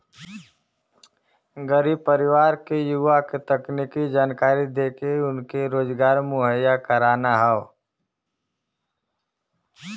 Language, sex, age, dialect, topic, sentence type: Bhojpuri, female, <18, Western, banking, statement